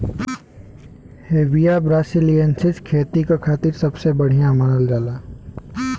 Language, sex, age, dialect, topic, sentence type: Bhojpuri, male, 18-24, Western, agriculture, statement